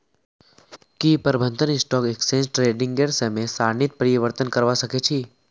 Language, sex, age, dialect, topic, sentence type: Magahi, male, 18-24, Northeastern/Surjapuri, banking, statement